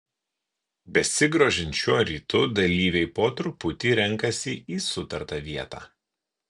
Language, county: Lithuanian, Kaunas